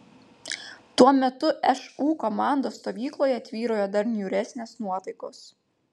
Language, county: Lithuanian, Panevėžys